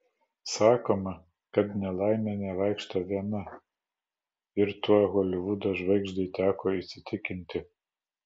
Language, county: Lithuanian, Vilnius